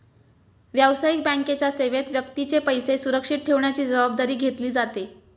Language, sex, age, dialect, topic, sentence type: Marathi, female, 18-24, Standard Marathi, banking, statement